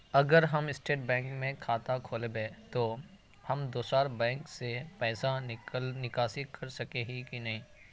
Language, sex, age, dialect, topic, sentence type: Magahi, male, 51-55, Northeastern/Surjapuri, banking, question